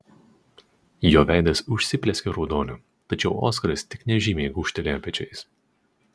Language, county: Lithuanian, Utena